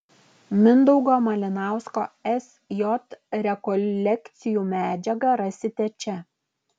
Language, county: Lithuanian, Klaipėda